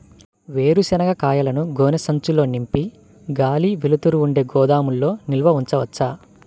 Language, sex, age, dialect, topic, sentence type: Telugu, male, 25-30, Central/Coastal, agriculture, question